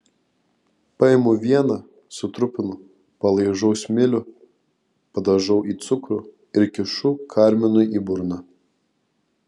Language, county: Lithuanian, Kaunas